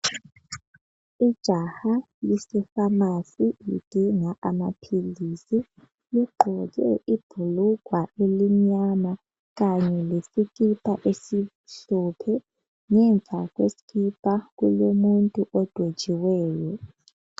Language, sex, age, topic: North Ndebele, female, 18-24, health